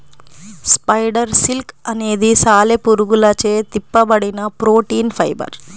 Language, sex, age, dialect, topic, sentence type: Telugu, female, 31-35, Central/Coastal, agriculture, statement